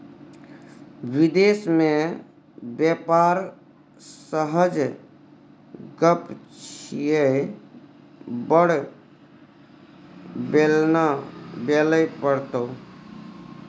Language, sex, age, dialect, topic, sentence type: Maithili, male, 36-40, Bajjika, banking, statement